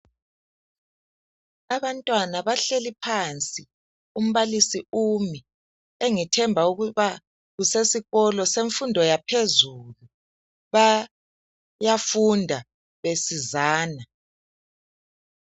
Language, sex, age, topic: North Ndebele, male, 50+, education